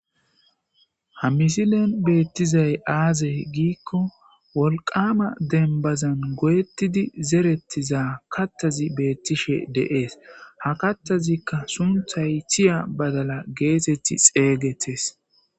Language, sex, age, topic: Gamo, male, 25-35, agriculture